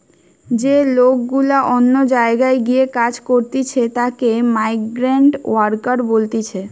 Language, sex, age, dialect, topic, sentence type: Bengali, female, 18-24, Western, agriculture, statement